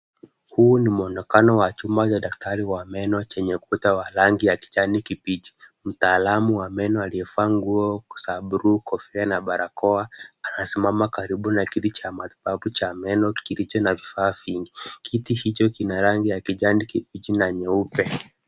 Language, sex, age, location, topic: Swahili, male, 18-24, Kisumu, health